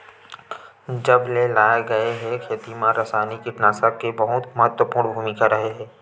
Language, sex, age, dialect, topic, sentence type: Chhattisgarhi, male, 18-24, Western/Budati/Khatahi, agriculture, statement